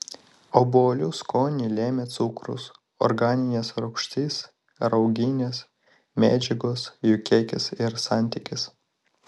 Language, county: Lithuanian, Vilnius